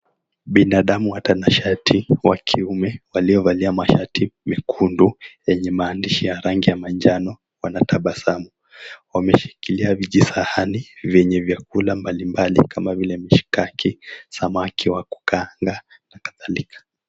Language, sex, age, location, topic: Swahili, male, 18-24, Mombasa, agriculture